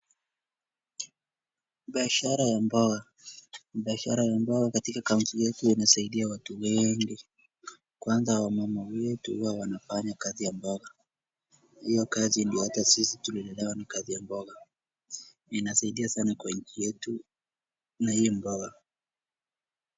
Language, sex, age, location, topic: Swahili, male, 36-49, Wajir, finance